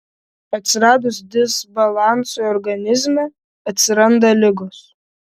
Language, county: Lithuanian, Vilnius